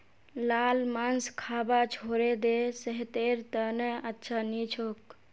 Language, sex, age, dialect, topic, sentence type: Magahi, male, 18-24, Northeastern/Surjapuri, agriculture, statement